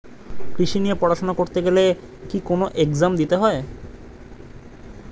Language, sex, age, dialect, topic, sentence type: Bengali, male, 18-24, Standard Colloquial, agriculture, question